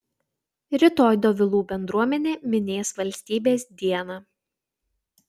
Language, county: Lithuanian, Utena